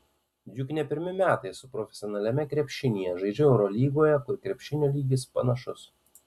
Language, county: Lithuanian, Panevėžys